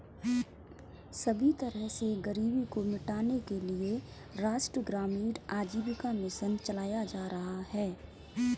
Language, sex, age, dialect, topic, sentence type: Hindi, female, 18-24, Kanauji Braj Bhasha, banking, statement